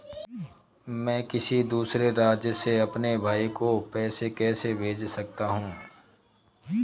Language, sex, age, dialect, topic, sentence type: Hindi, male, 31-35, Marwari Dhudhari, banking, question